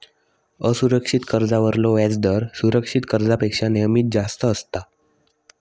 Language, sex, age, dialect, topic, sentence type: Marathi, male, 56-60, Southern Konkan, banking, statement